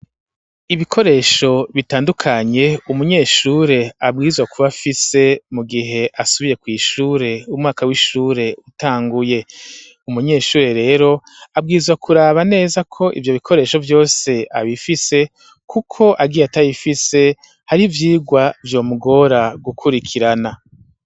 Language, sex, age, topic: Rundi, male, 50+, education